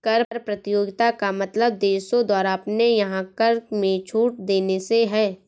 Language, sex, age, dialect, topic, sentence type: Hindi, female, 18-24, Awadhi Bundeli, banking, statement